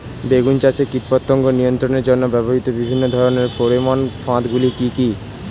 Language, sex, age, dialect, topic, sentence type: Bengali, male, 18-24, Standard Colloquial, agriculture, question